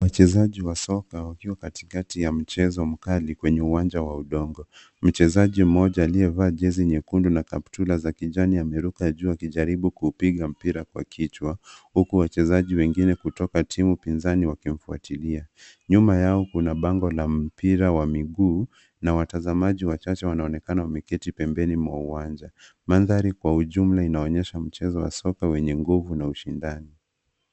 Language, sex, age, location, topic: Swahili, male, 25-35, Nairobi, education